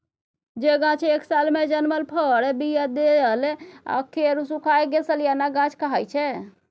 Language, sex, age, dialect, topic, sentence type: Maithili, female, 60-100, Bajjika, agriculture, statement